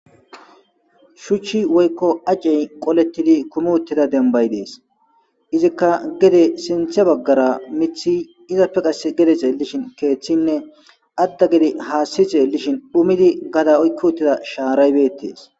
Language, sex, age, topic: Gamo, male, 25-35, government